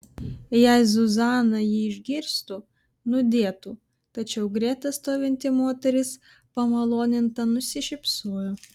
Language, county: Lithuanian, Vilnius